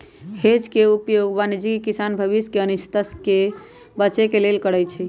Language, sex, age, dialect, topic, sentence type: Magahi, female, 31-35, Western, banking, statement